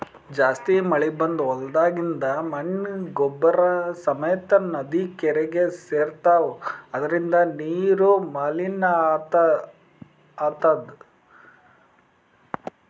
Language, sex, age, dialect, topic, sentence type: Kannada, male, 31-35, Northeastern, agriculture, statement